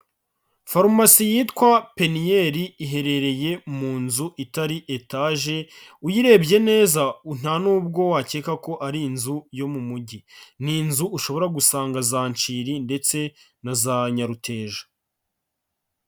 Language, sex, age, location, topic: Kinyarwanda, male, 25-35, Kigali, health